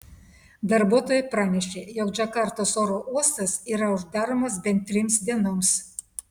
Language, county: Lithuanian, Telšiai